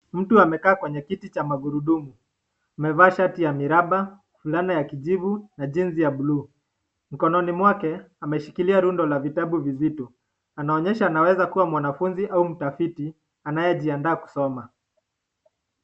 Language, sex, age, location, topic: Swahili, male, 18-24, Nakuru, education